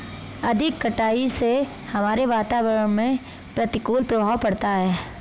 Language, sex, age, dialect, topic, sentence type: Hindi, female, 25-30, Marwari Dhudhari, agriculture, statement